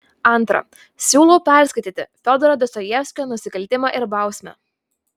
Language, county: Lithuanian, Vilnius